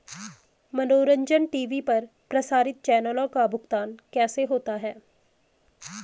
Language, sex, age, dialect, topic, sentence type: Hindi, female, 25-30, Garhwali, banking, question